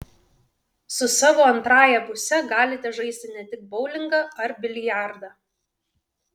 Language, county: Lithuanian, Vilnius